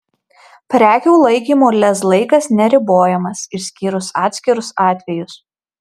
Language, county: Lithuanian, Marijampolė